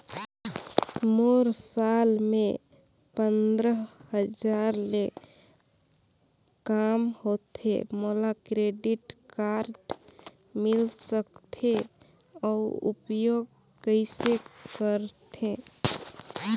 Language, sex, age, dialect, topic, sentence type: Chhattisgarhi, female, 18-24, Northern/Bhandar, banking, question